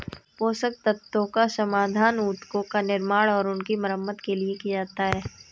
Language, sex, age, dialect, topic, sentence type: Hindi, female, 18-24, Awadhi Bundeli, agriculture, statement